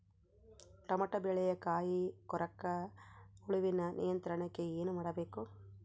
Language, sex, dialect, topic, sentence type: Kannada, female, Central, agriculture, question